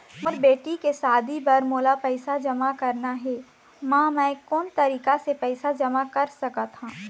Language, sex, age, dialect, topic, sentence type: Chhattisgarhi, female, 25-30, Eastern, banking, question